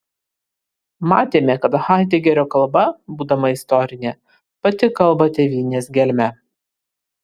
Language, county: Lithuanian, Kaunas